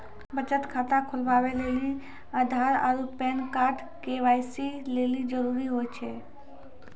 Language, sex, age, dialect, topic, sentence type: Maithili, female, 25-30, Angika, banking, statement